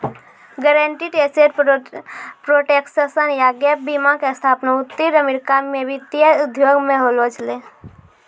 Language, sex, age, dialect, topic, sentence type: Maithili, female, 18-24, Angika, banking, statement